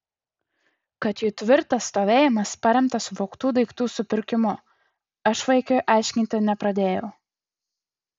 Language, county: Lithuanian, Utena